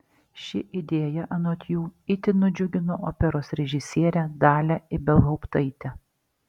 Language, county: Lithuanian, Alytus